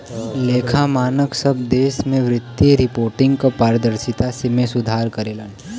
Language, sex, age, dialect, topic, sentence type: Bhojpuri, male, 18-24, Western, banking, statement